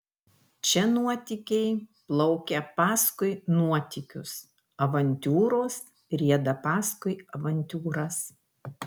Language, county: Lithuanian, Kaunas